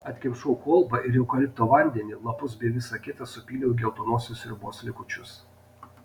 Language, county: Lithuanian, Panevėžys